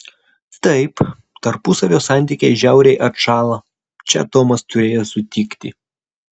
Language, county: Lithuanian, Vilnius